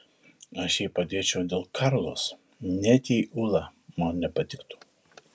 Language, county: Lithuanian, Šiauliai